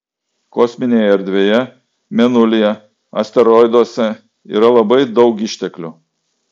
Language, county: Lithuanian, Klaipėda